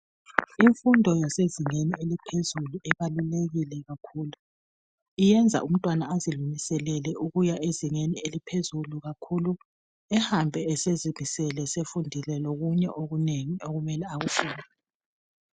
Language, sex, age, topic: North Ndebele, female, 36-49, education